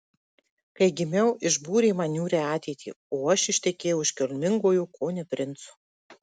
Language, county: Lithuanian, Marijampolė